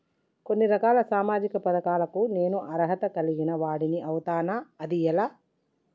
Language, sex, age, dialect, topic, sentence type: Telugu, female, 18-24, Telangana, banking, question